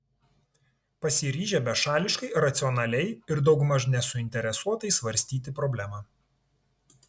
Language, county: Lithuanian, Tauragė